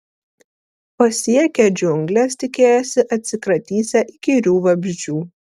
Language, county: Lithuanian, Vilnius